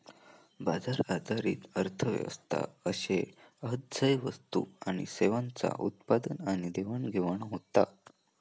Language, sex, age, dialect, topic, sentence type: Marathi, male, 18-24, Southern Konkan, banking, statement